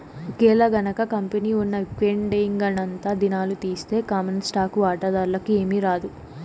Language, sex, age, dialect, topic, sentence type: Telugu, female, 18-24, Southern, banking, statement